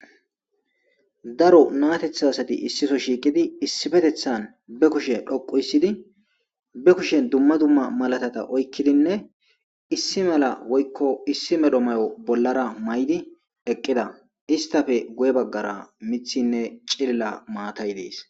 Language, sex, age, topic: Gamo, male, 25-35, government